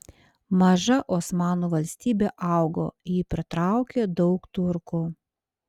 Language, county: Lithuanian, Panevėžys